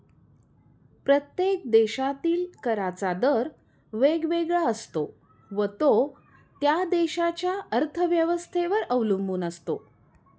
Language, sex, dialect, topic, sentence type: Marathi, female, Standard Marathi, banking, statement